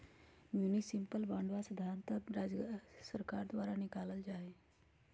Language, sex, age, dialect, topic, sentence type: Magahi, male, 41-45, Western, banking, statement